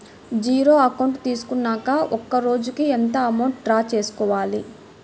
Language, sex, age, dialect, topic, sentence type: Telugu, male, 60-100, Central/Coastal, banking, question